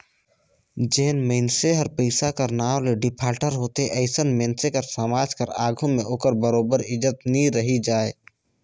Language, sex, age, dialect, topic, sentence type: Chhattisgarhi, male, 18-24, Northern/Bhandar, banking, statement